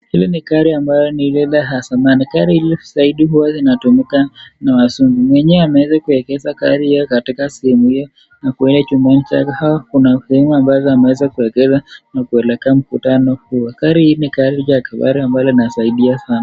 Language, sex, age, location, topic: Swahili, male, 25-35, Nakuru, finance